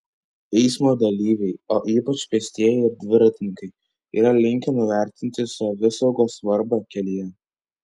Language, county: Lithuanian, Vilnius